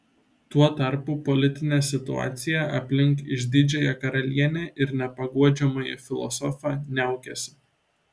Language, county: Lithuanian, Šiauliai